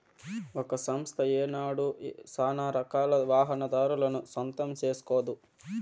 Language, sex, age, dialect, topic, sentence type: Telugu, male, 18-24, Southern, banking, statement